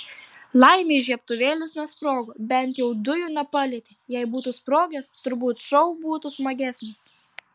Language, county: Lithuanian, Tauragė